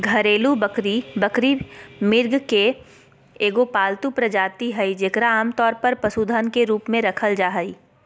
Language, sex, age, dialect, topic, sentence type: Magahi, female, 18-24, Southern, agriculture, statement